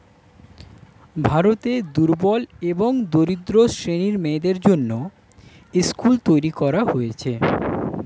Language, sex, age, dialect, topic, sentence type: Bengali, male, 25-30, Standard Colloquial, banking, statement